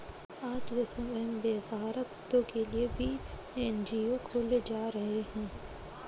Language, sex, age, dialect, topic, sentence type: Hindi, female, 36-40, Kanauji Braj Bhasha, banking, statement